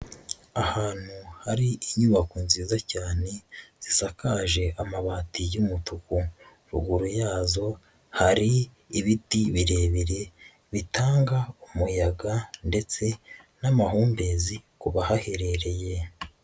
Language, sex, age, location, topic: Kinyarwanda, male, 25-35, Huye, agriculture